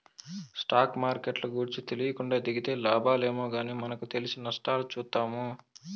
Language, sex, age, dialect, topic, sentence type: Telugu, male, 18-24, Southern, banking, statement